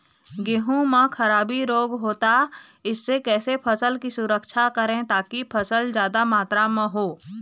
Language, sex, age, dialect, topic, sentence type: Chhattisgarhi, female, 25-30, Eastern, agriculture, question